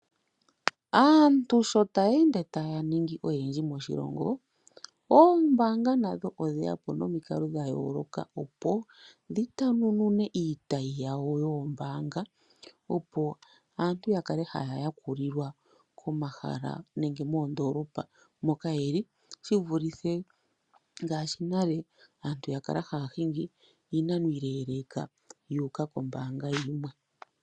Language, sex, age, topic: Oshiwambo, female, 25-35, finance